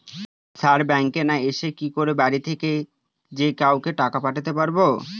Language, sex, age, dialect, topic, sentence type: Bengali, male, 25-30, Northern/Varendri, banking, question